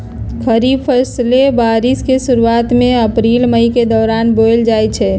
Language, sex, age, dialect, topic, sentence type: Magahi, female, 31-35, Western, agriculture, statement